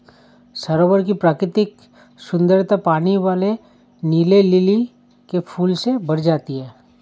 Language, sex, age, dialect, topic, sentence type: Hindi, male, 31-35, Awadhi Bundeli, agriculture, statement